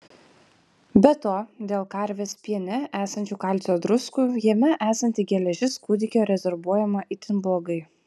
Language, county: Lithuanian, Vilnius